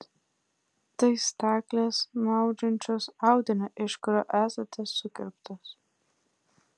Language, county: Lithuanian, Klaipėda